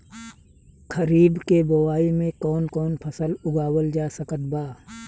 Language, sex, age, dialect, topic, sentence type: Bhojpuri, male, 36-40, Southern / Standard, agriculture, question